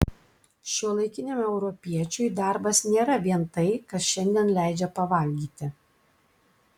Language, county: Lithuanian, Klaipėda